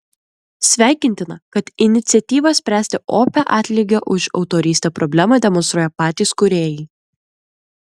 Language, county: Lithuanian, Klaipėda